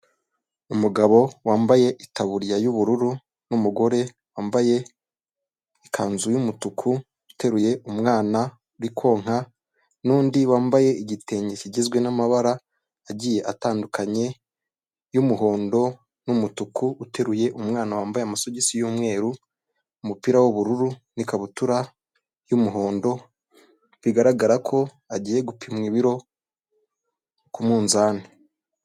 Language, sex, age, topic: Kinyarwanda, male, 18-24, health